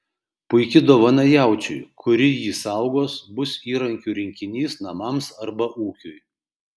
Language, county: Lithuanian, Kaunas